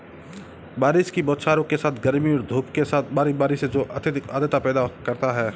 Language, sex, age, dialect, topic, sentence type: Hindi, male, 25-30, Marwari Dhudhari, agriculture, statement